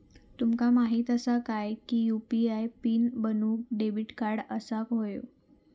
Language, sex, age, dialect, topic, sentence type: Marathi, female, 31-35, Southern Konkan, banking, statement